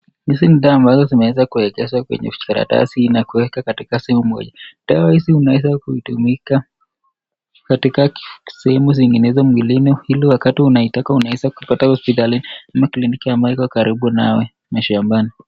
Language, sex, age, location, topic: Swahili, male, 25-35, Nakuru, health